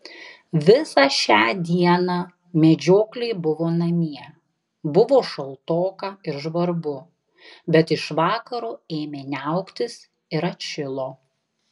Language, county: Lithuanian, Tauragė